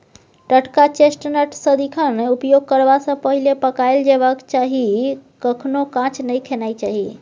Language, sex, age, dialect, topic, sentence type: Maithili, female, 18-24, Bajjika, agriculture, statement